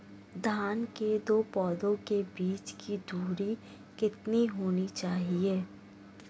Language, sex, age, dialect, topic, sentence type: Hindi, female, 18-24, Marwari Dhudhari, agriculture, question